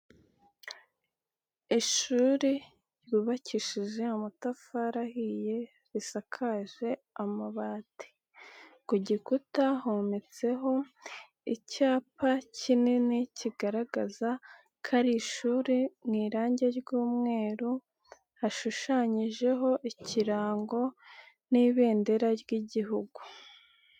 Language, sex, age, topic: Kinyarwanda, female, 18-24, education